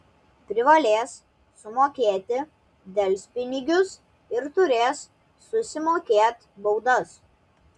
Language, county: Lithuanian, Klaipėda